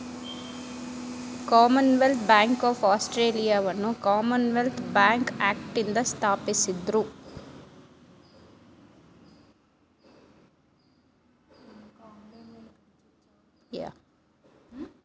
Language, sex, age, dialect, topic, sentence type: Kannada, female, 36-40, Mysore Kannada, banking, statement